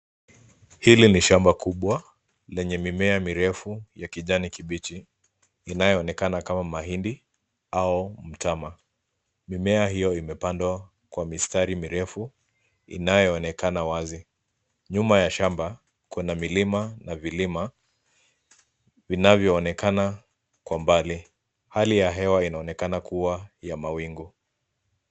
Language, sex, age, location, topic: Swahili, male, 25-35, Nairobi, agriculture